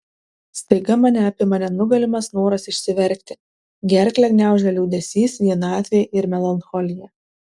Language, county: Lithuanian, Marijampolė